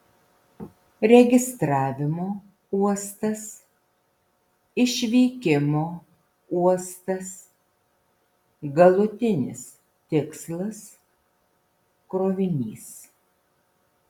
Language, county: Lithuanian, Vilnius